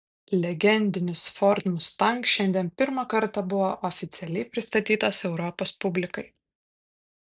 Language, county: Lithuanian, Kaunas